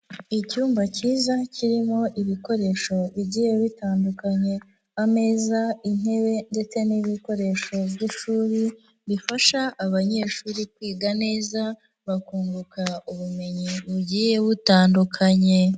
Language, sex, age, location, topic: Kinyarwanda, female, 18-24, Nyagatare, education